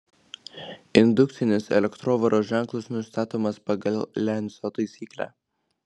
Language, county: Lithuanian, Klaipėda